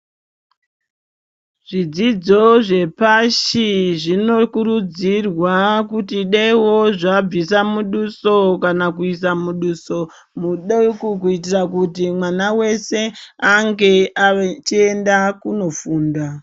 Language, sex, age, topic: Ndau, female, 25-35, education